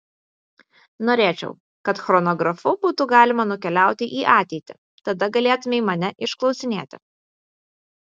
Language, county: Lithuanian, Vilnius